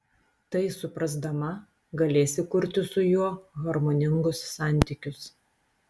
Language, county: Lithuanian, Telšiai